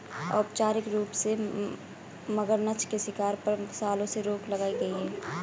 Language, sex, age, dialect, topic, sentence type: Hindi, female, 18-24, Marwari Dhudhari, agriculture, statement